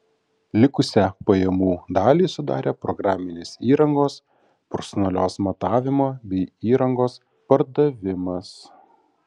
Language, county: Lithuanian, Kaunas